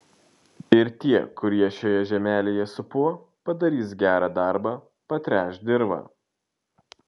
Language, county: Lithuanian, Šiauliai